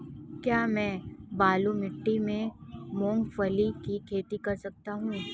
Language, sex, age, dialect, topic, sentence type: Hindi, female, 25-30, Marwari Dhudhari, agriculture, question